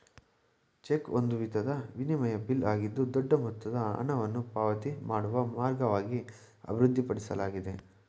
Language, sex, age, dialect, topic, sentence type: Kannada, male, 25-30, Mysore Kannada, banking, statement